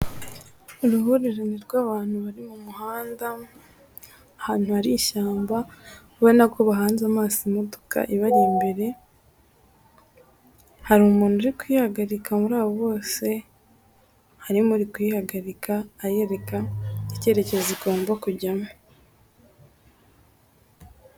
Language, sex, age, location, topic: Kinyarwanda, female, 18-24, Musanze, government